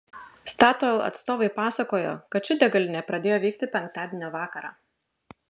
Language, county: Lithuanian, Klaipėda